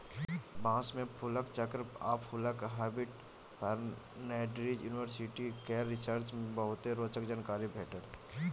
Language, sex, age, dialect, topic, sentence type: Maithili, male, 18-24, Bajjika, agriculture, statement